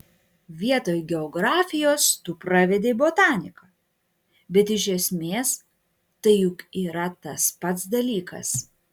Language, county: Lithuanian, Klaipėda